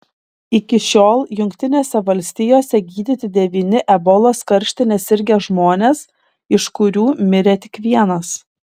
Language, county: Lithuanian, Šiauliai